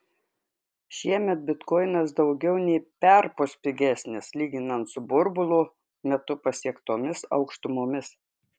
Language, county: Lithuanian, Kaunas